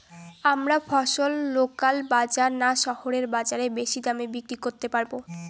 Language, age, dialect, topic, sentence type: Bengali, <18, Rajbangshi, agriculture, question